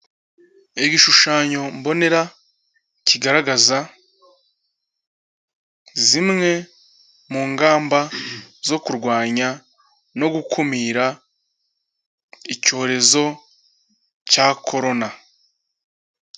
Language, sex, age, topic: Kinyarwanda, male, 25-35, health